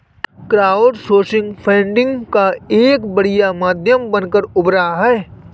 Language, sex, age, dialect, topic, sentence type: Hindi, male, 25-30, Awadhi Bundeli, banking, statement